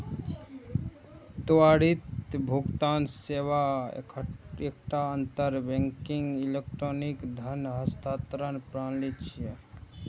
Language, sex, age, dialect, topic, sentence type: Maithili, male, 18-24, Eastern / Thethi, banking, statement